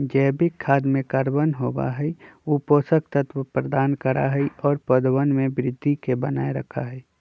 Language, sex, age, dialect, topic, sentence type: Magahi, male, 25-30, Western, agriculture, statement